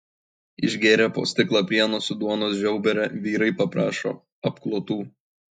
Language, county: Lithuanian, Kaunas